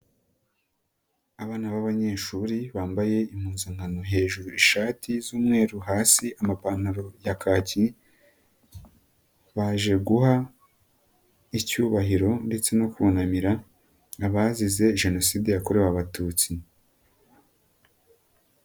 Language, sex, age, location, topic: Kinyarwanda, female, 18-24, Nyagatare, education